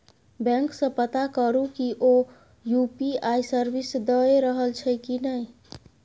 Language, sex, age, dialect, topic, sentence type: Maithili, female, 25-30, Bajjika, banking, statement